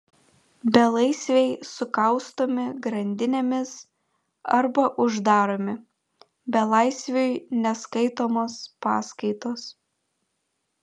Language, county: Lithuanian, Vilnius